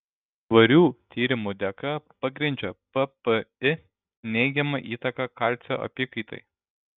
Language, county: Lithuanian, Šiauliai